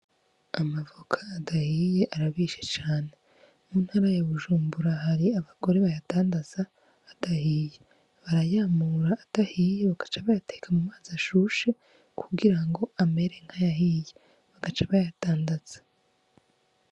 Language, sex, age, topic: Rundi, female, 18-24, agriculture